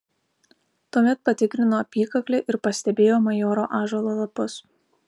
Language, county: Lithuanian, Alytus